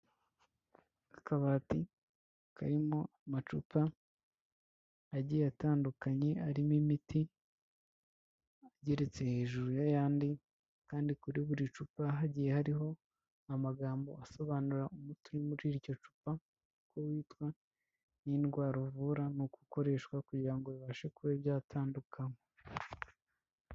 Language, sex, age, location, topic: Kinyarwanda, female, 25-35, Kigali, health